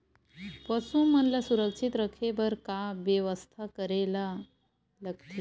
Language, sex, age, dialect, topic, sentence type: Chhattisgarhi, female, 18-24, Western/Budati/Khatahi, agriculture, question